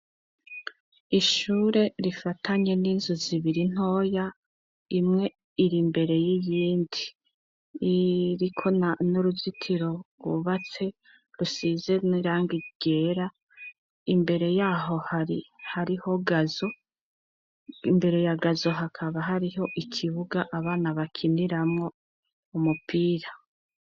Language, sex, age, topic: Rundi, female, 25-35, education